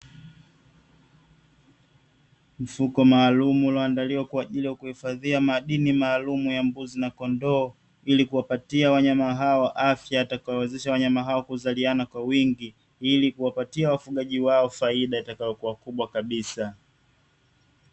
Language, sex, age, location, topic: Swahili, male, 25-35, Dar es Salaam, agriculture